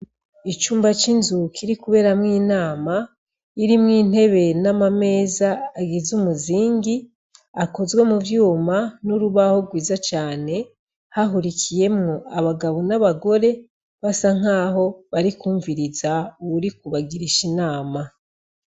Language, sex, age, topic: Rundi, female, 36-49, education